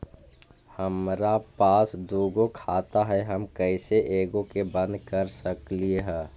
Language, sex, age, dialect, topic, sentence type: Magahi, male, 51-55, Central/Standard, banking, question